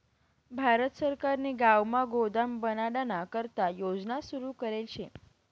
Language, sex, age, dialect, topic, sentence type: Marathi, female, 18-24, Northern Konkan, agriculture, statement